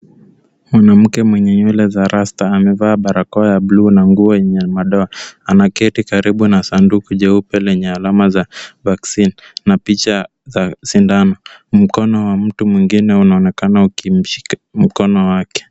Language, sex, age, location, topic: Swahili, male, 18-24, Kisumu, health